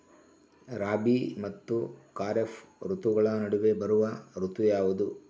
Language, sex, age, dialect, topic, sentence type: Kannada, male, 51-55, Central, agriculture, question